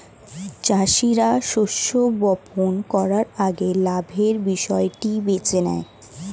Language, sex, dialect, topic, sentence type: Bengali, female, Standard Colloquial, agriculture, statement